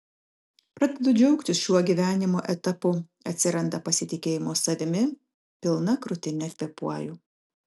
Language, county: Lithuanian, Kaunas